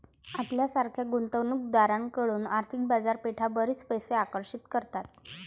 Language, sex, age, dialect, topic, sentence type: Marathi, female, 18-24, Varhadi, banking, statement